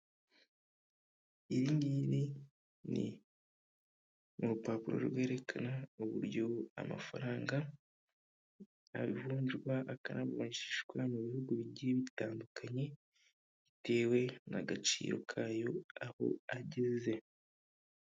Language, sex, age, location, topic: Kinyarwanda, male, 25-35, Kigali, finance